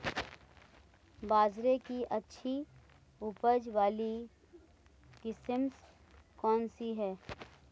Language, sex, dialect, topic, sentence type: Hindi, female, Marwari Dhudhari, agriculture, question